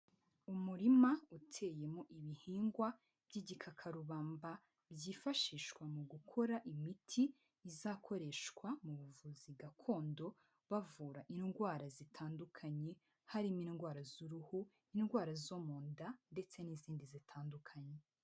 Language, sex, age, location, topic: Kinyarwanda, female, 25-35, Huye, health